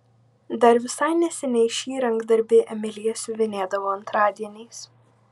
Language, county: Lithuanian, Vilnius